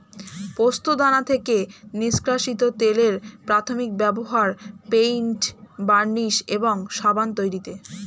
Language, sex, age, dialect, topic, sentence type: Bengali, female, 25-30, Standard Colloquial, agriculture, statement